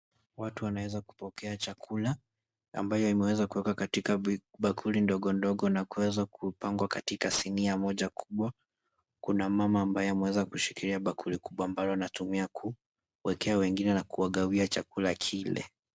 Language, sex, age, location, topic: Swahili, male, 18-24, Kisii, agriculture